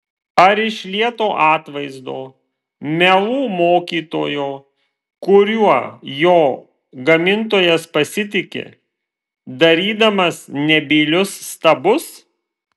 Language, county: Lithuanian, Vilnius